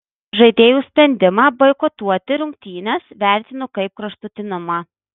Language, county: Lithuanian, Marijampolė